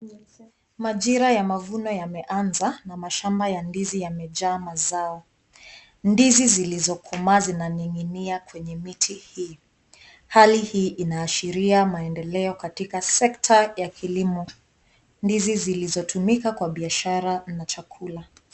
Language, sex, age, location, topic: Swahili, female, 18-24, Kisii, agriculture